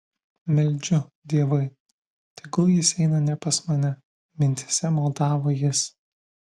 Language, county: Lithuanian, Vilnius